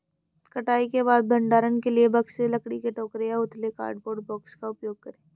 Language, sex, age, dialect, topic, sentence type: Hindi, female, 18-24, Hindustani Malvi Khadi Boli, agriculture, statement